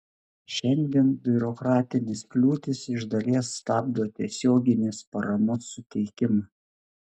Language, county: Lithuanian, Klaipėda